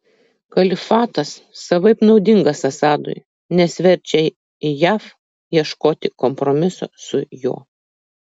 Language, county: Lithuanian, Kaunas